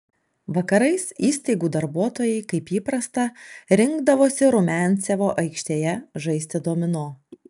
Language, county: Lithuanian, Alytus